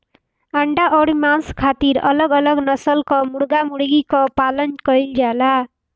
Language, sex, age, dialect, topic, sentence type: Bhojpuri, female, 18-24, Northern, agriculture, statement